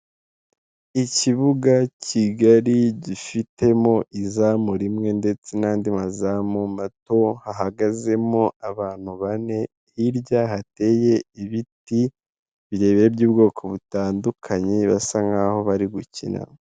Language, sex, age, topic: Kinyarwanda, male, 18-24, government